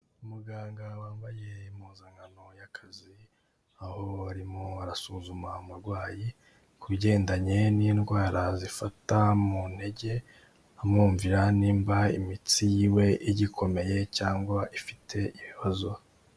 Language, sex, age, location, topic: Kinyarwanda, male, 18-24, Kigali, health